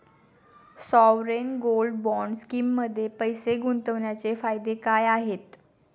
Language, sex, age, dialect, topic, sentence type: Marathi, female, 18-24, Standard Marathi, banking, question